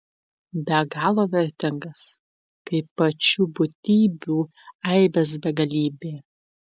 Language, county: Lithuanian, Tauragė